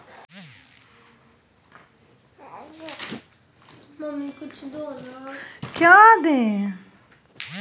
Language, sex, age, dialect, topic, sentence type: Maithili, female, 36-40, Bajjika, agriculture, statement